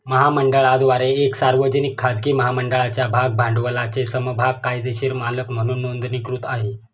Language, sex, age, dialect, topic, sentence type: Marathi, male, 25-30, Northern Konkan, banking, statement